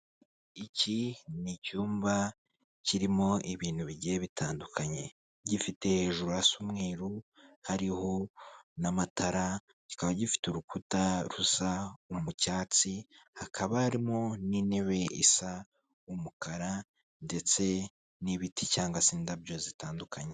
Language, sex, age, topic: Kinyarwanda, male, 25-35, finance